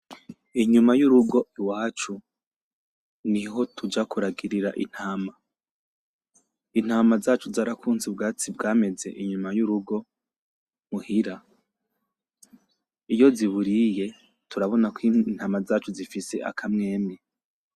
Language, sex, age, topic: Rundi, male, 25-35, agriculture